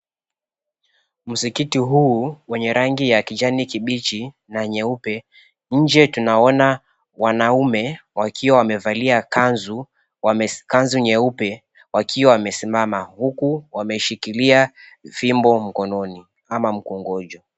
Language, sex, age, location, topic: Swahili, male, 25-35, Mombasa, government